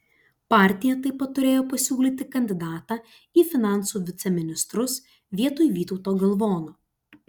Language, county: Lithuanian, Klaipėda